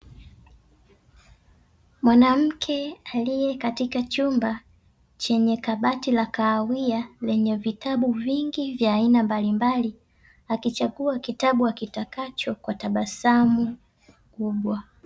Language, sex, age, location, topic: Swahili, female, 18-24, Dar es Salaam, education